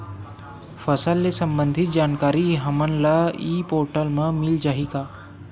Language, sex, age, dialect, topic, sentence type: Chhattisgarhi, male, 18-24, Western/Budati/Khatahi, agriculture, question